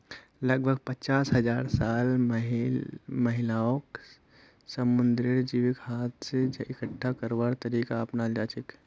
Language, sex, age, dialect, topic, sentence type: Magahi, male, 46-50, Northeastern/Surjapuri, agriculture, statement